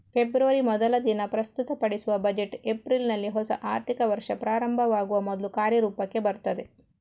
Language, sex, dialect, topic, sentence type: Kannada, female, Coastal/Dakshin, banking, statement